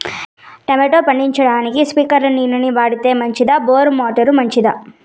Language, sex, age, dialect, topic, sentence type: Telugu, female, 18-24, Southern, agriculture, question